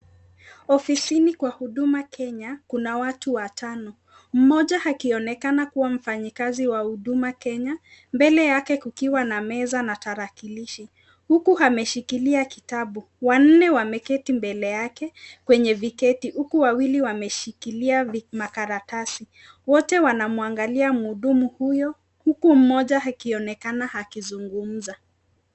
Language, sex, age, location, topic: Swahili, female, 25-35, Nakuru, government